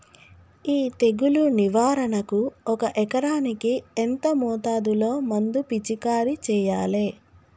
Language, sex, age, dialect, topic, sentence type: Telugu, female, 25-30, Telangana, agriculture, question